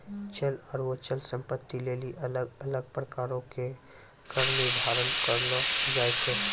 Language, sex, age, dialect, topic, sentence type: Maithili, female, 18-24, Angika, banking, statement